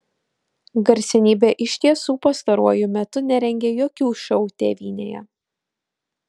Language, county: Lithuanian, Utena